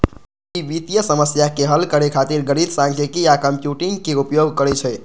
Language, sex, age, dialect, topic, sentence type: Maithili, male, 18-24, Eastern / Thethi, banking, statement